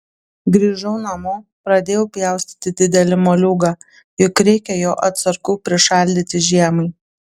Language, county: Lithuanian, Panevėžys